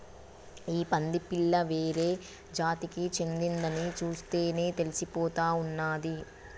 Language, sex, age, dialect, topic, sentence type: Telugu, female, 36-40, Telangana, agriculture, statement